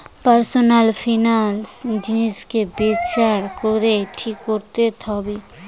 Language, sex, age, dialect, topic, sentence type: Bengali, female, 18-24, Western, banking, statement